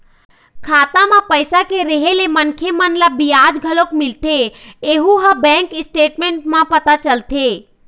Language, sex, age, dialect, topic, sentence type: Chhattisgarhi, female, 25-30, Eastern, banking, statement